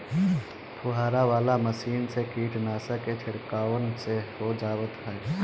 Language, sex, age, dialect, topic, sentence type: Bhojpuri, male, 25-30, Northern, agriculture, statement